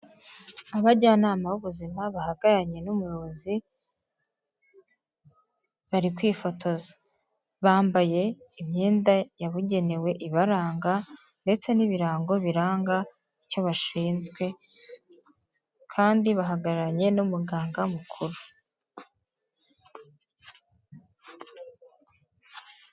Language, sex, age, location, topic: Kinyarwanda, female, 18-24, Kigali, health